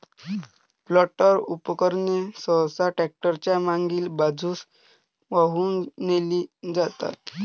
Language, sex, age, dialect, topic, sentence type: Marathi, male, 18-24, Varhadi, agriculture, statement